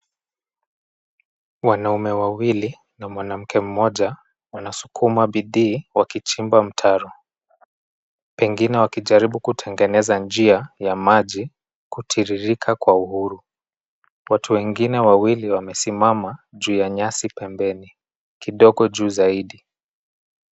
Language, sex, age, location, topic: Swahili, male, 25-35, Nairobi, health